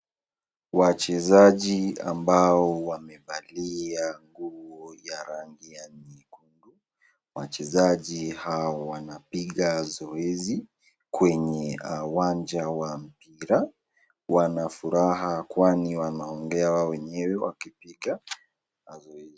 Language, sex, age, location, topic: Swahili, male, 18-24, Nakuru, government